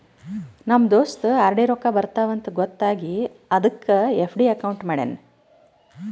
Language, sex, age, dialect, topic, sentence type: Kannada, female, 36-40, Northeastern, banking, statement